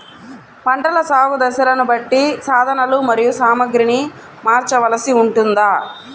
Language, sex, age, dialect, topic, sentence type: Telugu, female, 31-35, Central/Coastal, agriculture, question